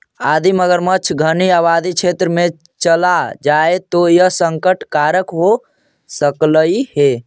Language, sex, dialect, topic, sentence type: Magahi, male, Central/Standard, agriculture, statement